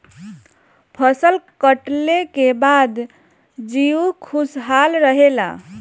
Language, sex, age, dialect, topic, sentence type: Bhojpuri, male, 31-35, Northern, agriculture, statement